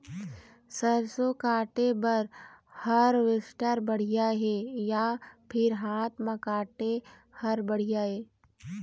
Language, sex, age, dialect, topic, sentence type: Chhattisgarhi, female, 18-24, Eastern, agriculture, question